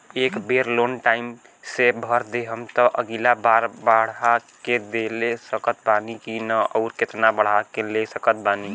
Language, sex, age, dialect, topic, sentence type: Bhojpuri, male, 18-24, Southern / Standard, banking, question